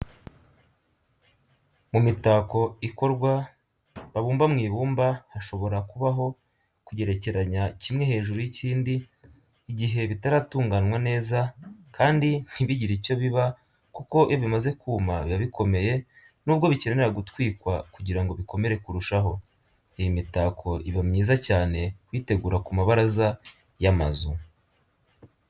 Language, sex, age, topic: Kinyarwanda, male, 18-24, education